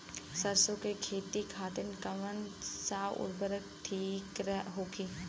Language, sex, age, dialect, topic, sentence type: Bhojpuri, female, 31-35, Western, agriculture, question